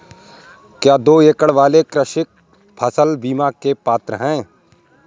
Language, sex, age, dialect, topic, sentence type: Hindi, male, 18-24, Awadhi Bundeli, agriculture, question